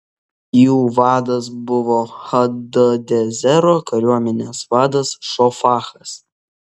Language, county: Lithuanian, Kaunas